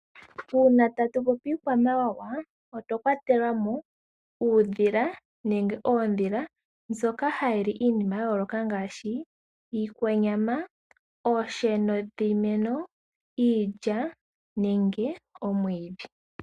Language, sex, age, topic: Oshiwambo, female, 18-24, agriculture